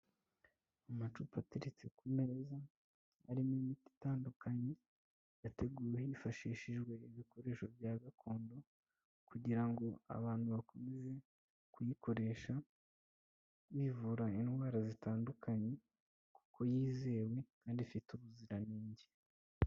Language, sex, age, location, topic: Kinyarwanda, male, 25-35, Kigali, health